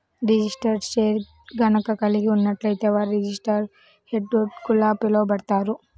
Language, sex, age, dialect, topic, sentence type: Telugu, female, 18-24, Central/Coastal, banking, statement